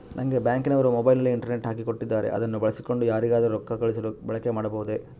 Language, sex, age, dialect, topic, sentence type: Kannada, male, 31-35, Central, banking, question